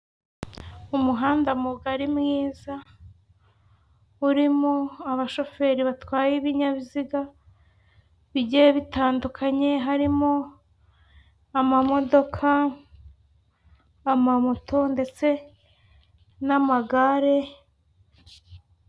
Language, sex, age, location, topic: Kinyarwanda, female, 18-24, Huye, government